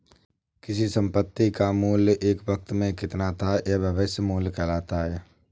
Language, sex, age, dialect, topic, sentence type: Hindi, male, 18-24, Awadhi Bundeli, banking, statement